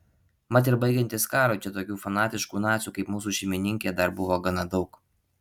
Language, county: Lithuanian, Alytus